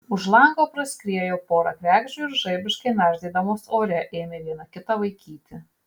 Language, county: Lithuanian, Marijampolė